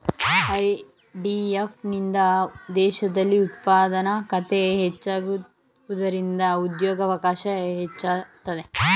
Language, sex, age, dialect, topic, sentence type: Kannada, male, 41-45, Mysore Kannada, banking, statement